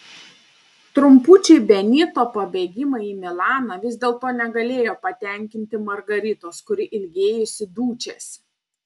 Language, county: Lithuanian, Panevėžys